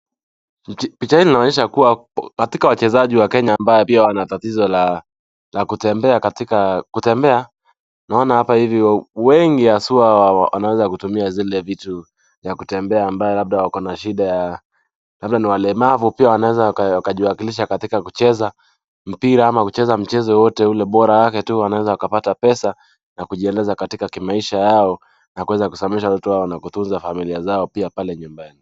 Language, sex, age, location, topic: Swahili, male, 18-24, Nakuru, education